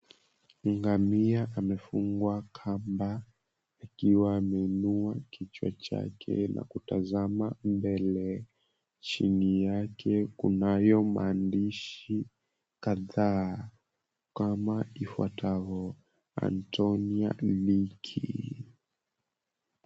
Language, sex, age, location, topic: Swahili, male, 18-24, Mombasa, government